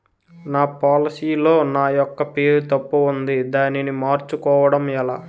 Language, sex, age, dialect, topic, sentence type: Telugu, male, 18-24, Utterandhra, banking, question